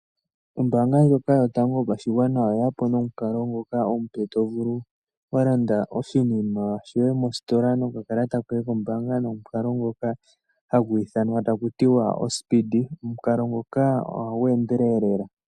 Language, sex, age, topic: Oshiwambo, male, 18-24, finance